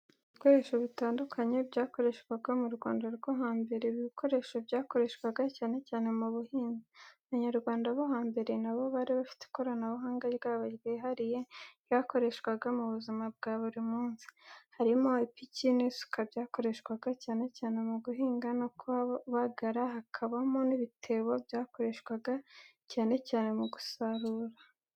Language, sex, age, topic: Kinyarwanda, female, 18-24, education